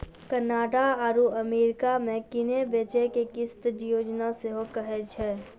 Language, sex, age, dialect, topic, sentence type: Maithili, female, 46-50, Angika, banking, statement